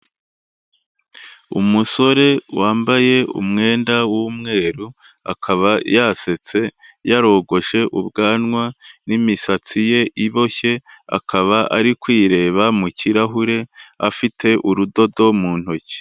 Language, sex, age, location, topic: Kinyarwanda, male, 25-35, Kigali, health